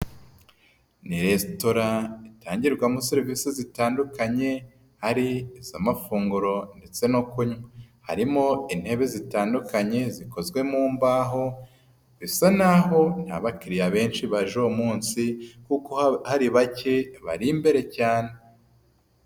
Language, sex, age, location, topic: Kinyarwanda, female, 25-35, Nyagatare, finance